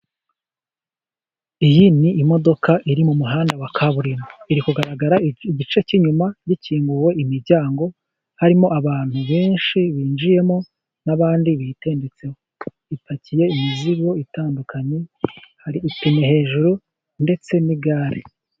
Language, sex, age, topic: Kinyarwanda, male, 25-35, government